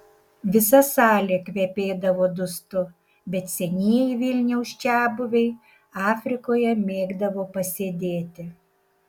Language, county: Lithuanian, Šiauliai